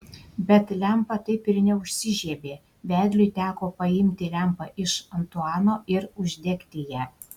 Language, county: Lithuanian, Šiauliai